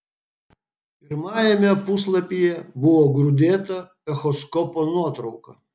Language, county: Lithuanian, Vilnius